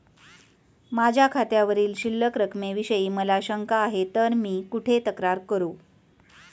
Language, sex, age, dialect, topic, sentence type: Marathi, female, 41-45, Standard Marathi, banking, question